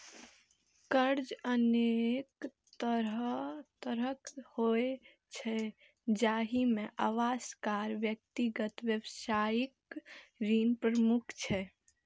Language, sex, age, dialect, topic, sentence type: Maithili, female, 18-24, Eastern / Thethi, banking, statement